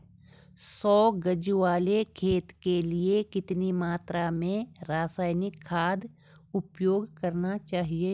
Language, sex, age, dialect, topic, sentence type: Hindi, female, 46-50, Garhwali, agriculture, question